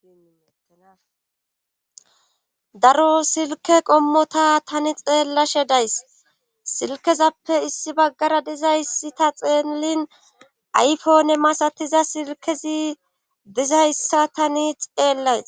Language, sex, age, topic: Gamo, female, 25-35, government